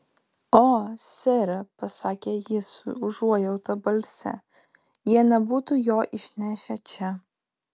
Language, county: Lithuanian, Vilnius